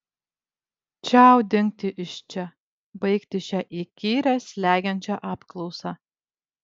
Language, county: Lithuanian, Vilnius